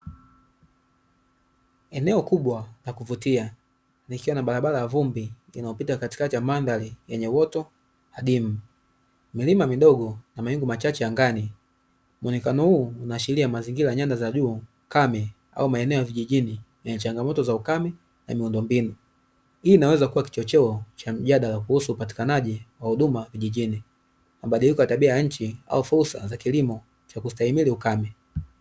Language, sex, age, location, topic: Swahili, male, 25-35, Dar es Salaam, agriculture